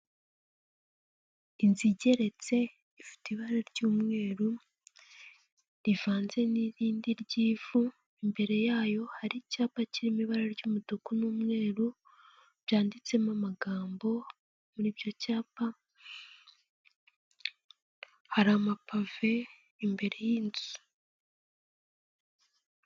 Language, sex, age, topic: Kinyarwanda, female, 25-35, health